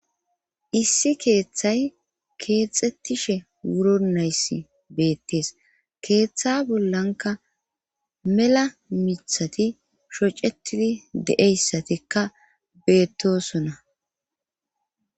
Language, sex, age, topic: Gamo, female, 25-35, government